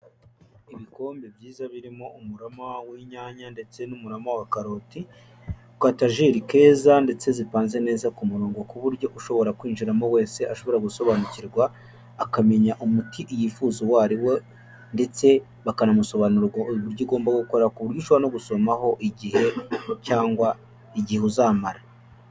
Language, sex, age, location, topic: Kinyarwanda, male, 18-24, Huye, agriculture